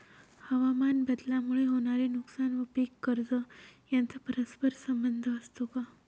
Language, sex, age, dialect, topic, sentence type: Marathi, female, 25-30, Northern Konkan, agriculture, question